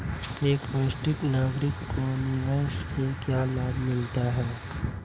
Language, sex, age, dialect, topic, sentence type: Hindi, male, 18-24, Marwari Dhudhari, banking, question